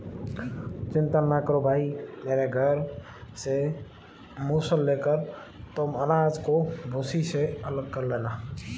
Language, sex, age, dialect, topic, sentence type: Hindi, female, 18-24, Marwari Dhudhari, agriculture, statement